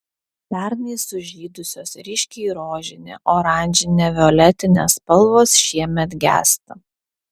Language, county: Lithuanian, Vilnius